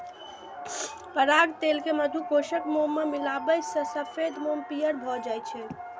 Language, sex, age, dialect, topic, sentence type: Maithili, female, 18-24, Eastern / Thethi, agriculture, statement